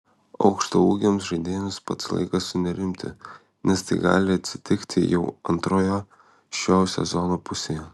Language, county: Lithuanian, Kaunas